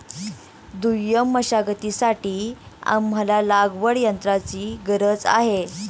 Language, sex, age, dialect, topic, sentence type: Marathi, female, 18-24, Standard Marathi, agriculture, statement